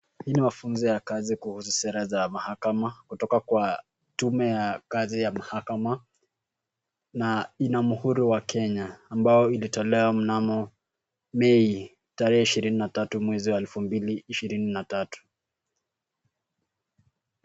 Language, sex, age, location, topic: Swahili, male, 18-24, Kisii, government